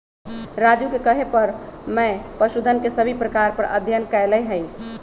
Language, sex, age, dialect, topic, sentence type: Magahi, male, 18-24, Western, agriculture, statement